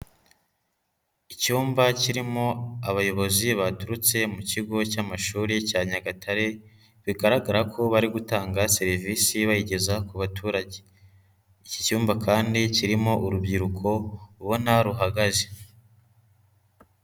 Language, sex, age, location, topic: Kinyarwanda, male, 18-24, Nyagatare, education